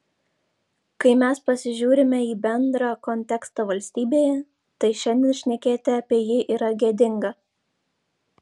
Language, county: Lithuanian, Vilnius